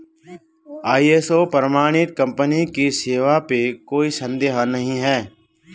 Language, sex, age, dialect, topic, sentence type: Hindi, male, 36-40, Garhwali, banking, statement